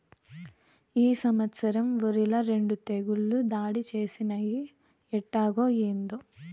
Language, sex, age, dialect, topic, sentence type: Telugu, female, 18-24, Southern, agriculture, statement